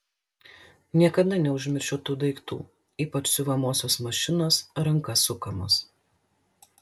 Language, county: Lithuanian, Klaipėda